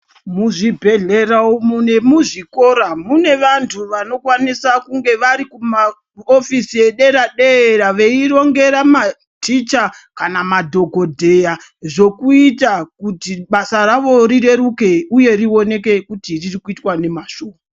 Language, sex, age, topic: Ndau, female, 36-49, health